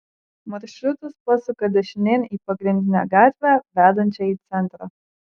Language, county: Lithuanian, Marijampolė